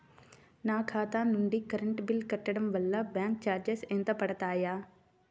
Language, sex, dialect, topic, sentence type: Telugu, female, Central/Coastal, banking, question